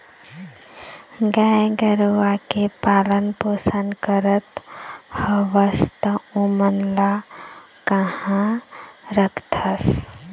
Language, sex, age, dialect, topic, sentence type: Chhattisgarhi, female, 18-24, Eastern, agriculture, statement